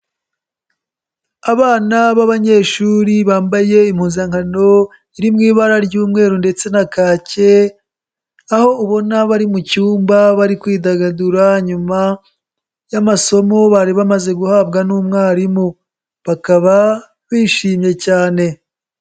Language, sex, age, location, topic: Kinyarwanda, male, 18-24, Nyagatare, education